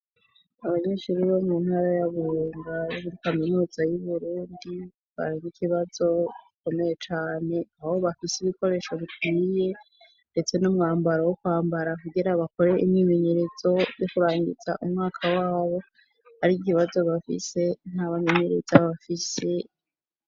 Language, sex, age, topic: Rundi, female, 25-35, education